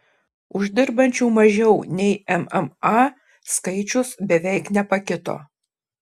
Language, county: Lithuanian, Šiauliai